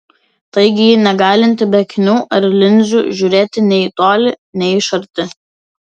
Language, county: Lithuanian, Vilnius